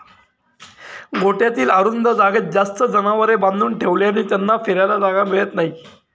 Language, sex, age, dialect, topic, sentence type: Marathi, male, 36-40, Standard Marathi, agriculture, statement